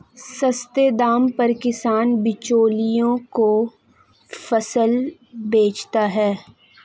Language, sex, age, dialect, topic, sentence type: Hindi, female, 18-24, Marwari Dhudhari, agriculture, statement